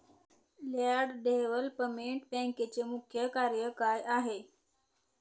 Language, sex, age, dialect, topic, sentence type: Marathi, female, 18-24, Standard Marathi, banking, statement